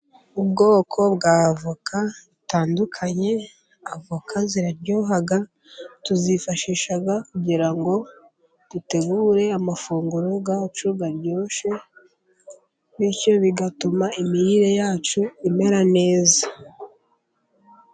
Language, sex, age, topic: Kinyarwanda, female, 18-24, agriculture